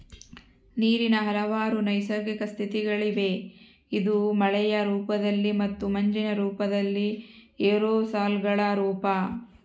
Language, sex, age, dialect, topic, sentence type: Kannada, female, 31-35, Central, agriculture, statement